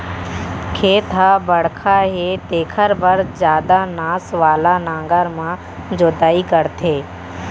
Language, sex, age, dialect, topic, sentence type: Chhattisgarhi, female, 18-24, Central, agriculture, statement